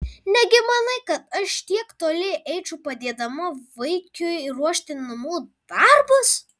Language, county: Lithuanian, Vilnius